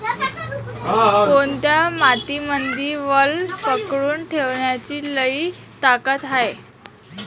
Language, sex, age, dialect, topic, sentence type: Marathi, female, 18-24, Varhadi, agriculture, question